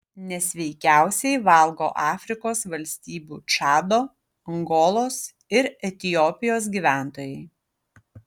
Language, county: Lithuanian, Utena